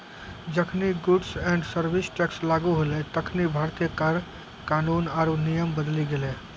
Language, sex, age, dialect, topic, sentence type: Maithili, male, 18-24, Angika, banking, statement